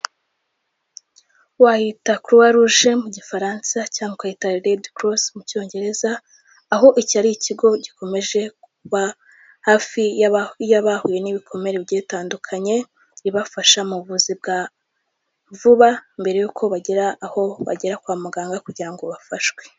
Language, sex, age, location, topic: Kinyarwanda, female, 18-24, Kigali, health